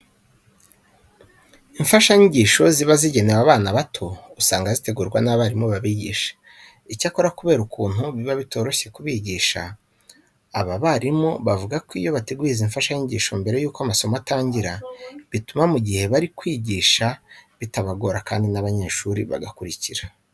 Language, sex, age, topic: Kinyarwanda, male, 25-35, education